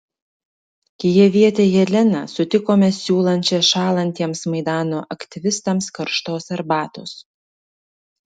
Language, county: Lithuanian, Klaipėda